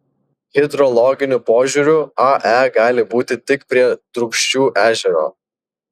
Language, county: Lithuanian, Vilnius